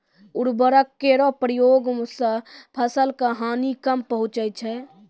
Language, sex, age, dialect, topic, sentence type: Maithili, female, 18-24, Angika, agriculture, statement